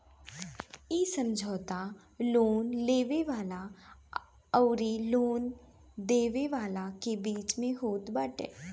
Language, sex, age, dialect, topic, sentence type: Bhojpuri, female, 25-30, Northern, banking, statement